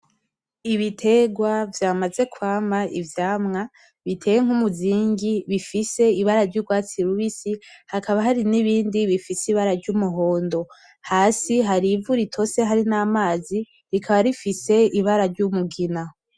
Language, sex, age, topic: Rundi, female, 18-24, agriculture